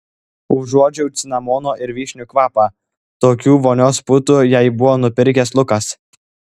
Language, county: Lithuanian, Klaipėda